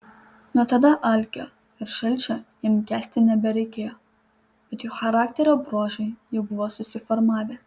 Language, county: Lithuanian, Panevėžys